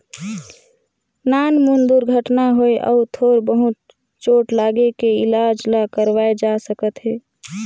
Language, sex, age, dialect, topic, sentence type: Chhattisgarhi, female, 18-24, Northern/Bhandar, banking, statement